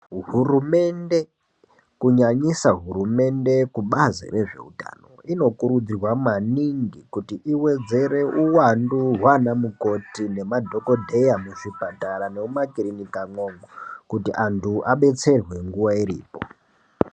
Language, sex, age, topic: Ndau, female, 50+, health